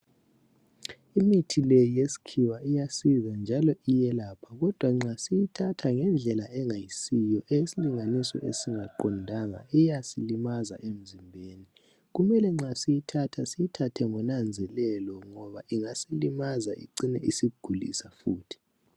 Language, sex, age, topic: North Ndebele, male, 18-24, health